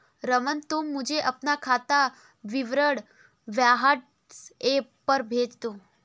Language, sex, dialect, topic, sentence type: Hindi, female, Kanauji Braj Bhasha, banking, statement